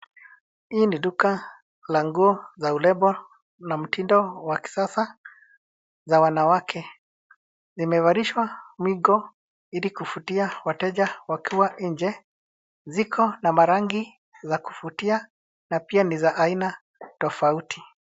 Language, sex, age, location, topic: Swahili, male, 50+, Nairobi, finance